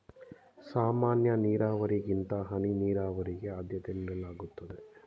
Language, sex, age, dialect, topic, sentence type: Kannada, male, 31-35, Mysore Kannada, agriculture, statement